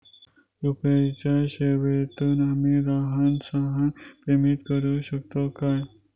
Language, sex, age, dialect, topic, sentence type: Marathi, male, 25-30, Southern Konkan, banking, question